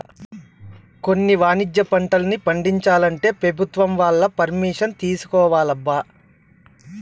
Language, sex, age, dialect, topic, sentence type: Telugu, male, 31-35, Southern, agriculture, statement